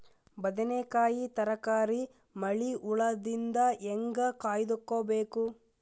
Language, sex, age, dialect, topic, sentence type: Kannada, male, 31-35, Northeastern, agriculture, question